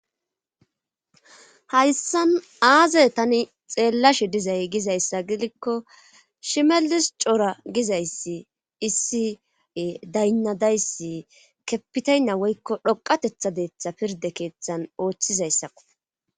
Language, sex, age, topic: Gamo, female, 36-49, government